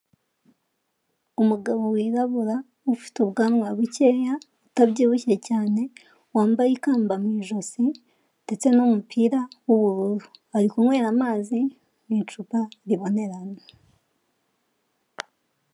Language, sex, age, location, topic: Kinyarwanda, female, 18-24, Kigali, health